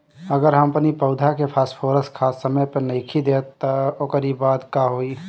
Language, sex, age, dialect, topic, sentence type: Bhojpuri, male, 25-30, Northern, agriculture, statement